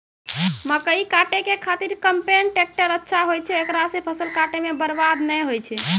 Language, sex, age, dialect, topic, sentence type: Maithili, female, 18-24, Angika, agriculture, question